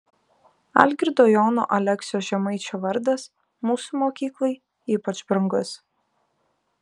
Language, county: Lithuanian, Kaunas